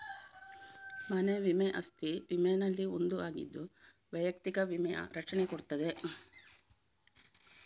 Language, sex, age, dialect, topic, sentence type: Kannada, female, 25-30, Coastal/Dakshin, banking, statement